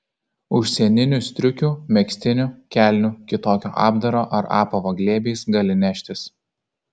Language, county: Lithuanian, Kaunas